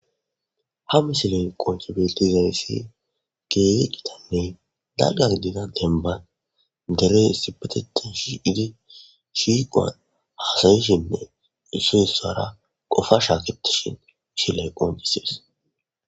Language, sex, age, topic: Gamo, male, 18-24, agriculture